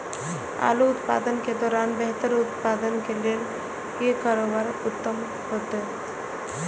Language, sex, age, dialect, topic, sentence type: Maithili, female, 18-24, Eastern / Thethi, agriculture, question